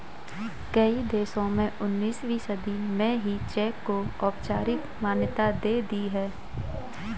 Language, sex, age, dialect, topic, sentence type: Hindi, male, 25-30, Hindustani Malvi Khadi Boli, banking, statement